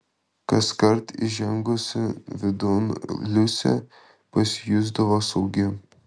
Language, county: Lithuanian, Kaunas